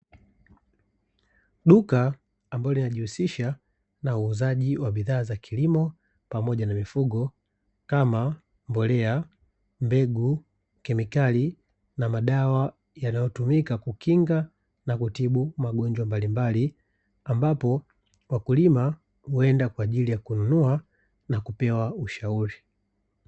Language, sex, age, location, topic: Swahili, male, 25-35, Dar es Salaam, agriculture